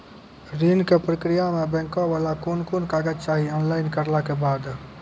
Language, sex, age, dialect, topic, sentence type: Maithili, male, 18-24, Angika, banking, question